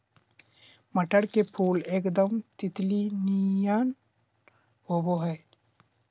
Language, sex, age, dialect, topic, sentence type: Magahi, male, 25-30, Southern, agriculture, statement